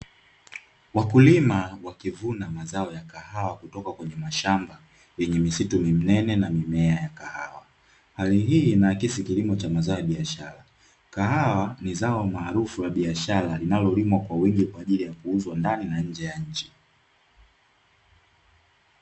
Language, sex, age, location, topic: Swahili, male, 18-24, Dar es Salaam, agriculture